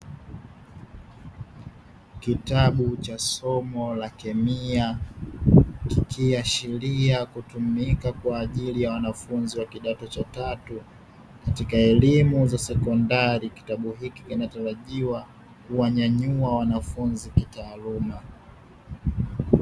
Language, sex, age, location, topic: Swahili, male, 18-24, Dar es Salaam, education